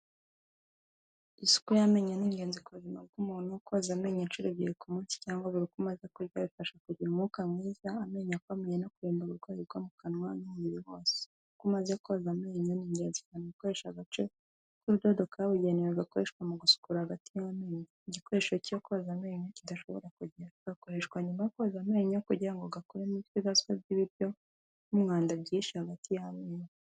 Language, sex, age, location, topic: Kinyarwanda, female, 18-24, Kigali, health